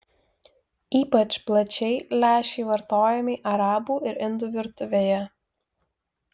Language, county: Lithuanian, Vilnius